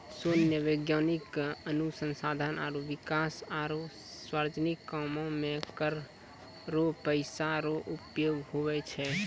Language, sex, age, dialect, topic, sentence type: Maithili, male, 18-24, Angika, banking, statement